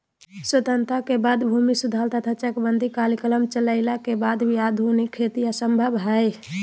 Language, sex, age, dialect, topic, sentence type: Magahi, female, 18-24, Southern, agriculture, statement